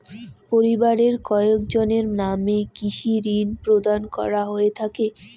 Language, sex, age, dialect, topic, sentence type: Bengali, female, 18-24, Rajbangshi, banking, question